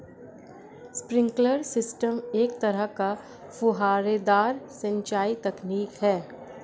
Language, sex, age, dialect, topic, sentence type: Hindi, female, 56-60, Marwari Dhudhari, agriculture, statement